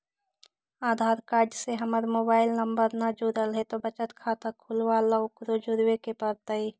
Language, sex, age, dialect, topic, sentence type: Magahi, female, 18-24, Western, banking, question